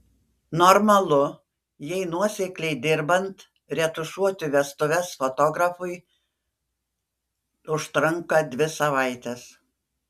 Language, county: Lithuanian, Panevėžys